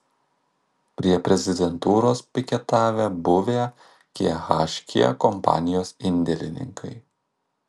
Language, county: Lithuanian, Kaunas